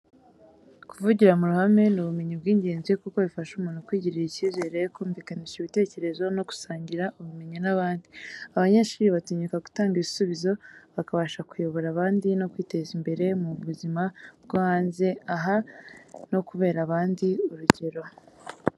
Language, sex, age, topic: Kinyarwanda, female, 18-24, education